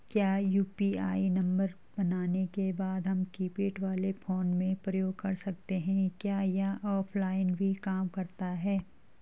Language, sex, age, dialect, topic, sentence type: Hindi, female, 36-40, Garhwali, banking, question